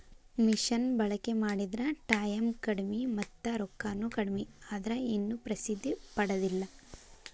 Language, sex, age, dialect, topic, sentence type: Kannada, female, 18-24, Dharwad Kannada, agriculture, statement